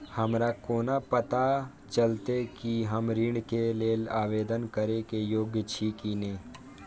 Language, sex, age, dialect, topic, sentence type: Maithili, male, 18-24, Eastern / Thethi, banking, statement